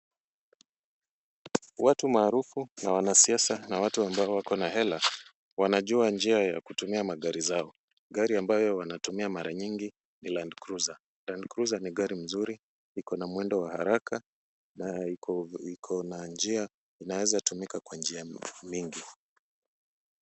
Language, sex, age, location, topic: Swahili, male, 36-49, Kisumu, finance